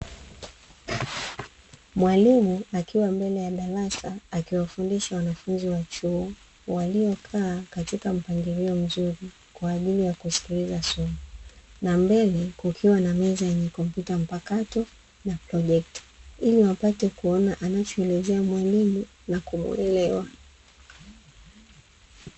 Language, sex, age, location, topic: Swahili, female, 18-24, Dar es Salaam, education